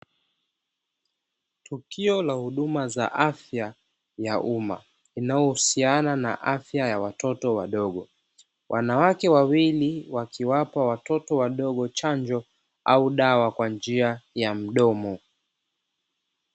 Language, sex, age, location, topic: Swahili, male, 25-35, Dar es Salaam, health